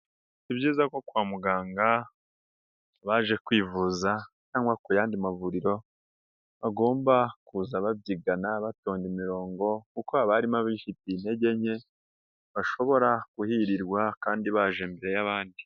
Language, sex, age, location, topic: Kinyarwanda, female, 18-24, Nyagatare, health